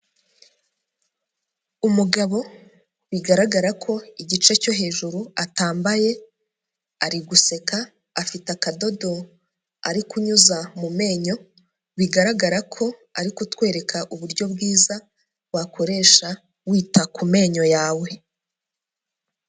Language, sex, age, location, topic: Kinyarwanda, female, 25-35, Huye, health